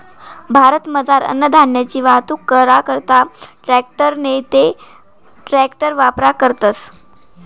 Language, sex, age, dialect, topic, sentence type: Marathi, male, 18-24, Northern Konkan, agriculture, statement